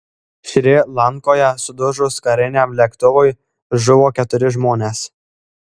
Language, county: Lithuanian, Klaipėda